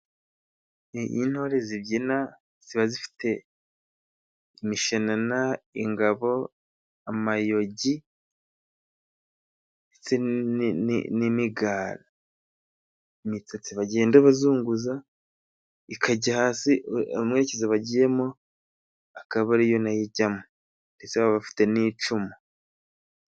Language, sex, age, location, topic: Kinyarwanda, male, 18-24, Musanze, government